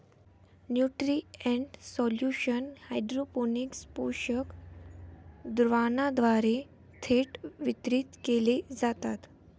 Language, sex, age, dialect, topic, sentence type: Marathi, female, 18-24, Varhadi, agriculture, statement